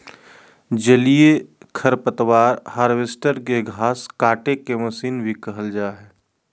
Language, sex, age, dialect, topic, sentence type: Magahi, male, 25-30, Southern, agriculture, statement